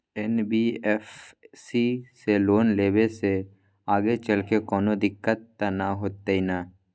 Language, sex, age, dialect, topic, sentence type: Magahi, male, 18-24, Western, banking, question